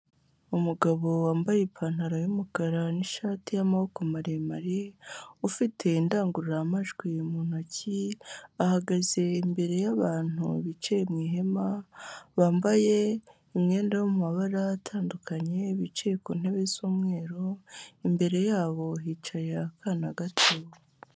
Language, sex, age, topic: Kinyarwanda, female, 18-24, health